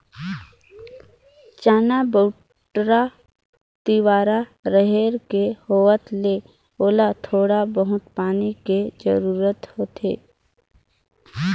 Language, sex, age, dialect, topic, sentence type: Chhattisgarhi, female, 25-30, Northern/Bhandar, agriculture, statement